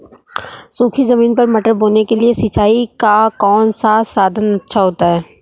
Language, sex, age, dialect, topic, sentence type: Hindi, male, 18-24, Awadhi Bundeli, agriculture, question